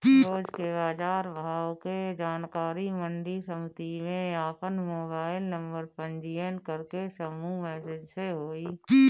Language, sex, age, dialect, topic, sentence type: Bhojpuri, female, 18-24, Northern, agriculture, question